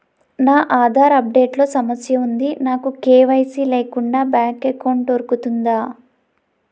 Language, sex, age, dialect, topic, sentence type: Telugu, female, 18-24, Utterandhra, banking, question